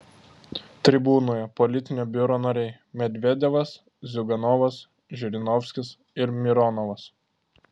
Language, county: Lithuanian, Klaipėda